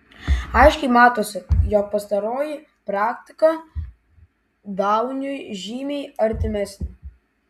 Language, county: Lithuanian, Vilnius